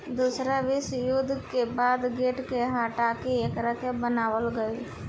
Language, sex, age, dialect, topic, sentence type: Bhojpuri, female, 18-24, Southern / Standard, banking, statement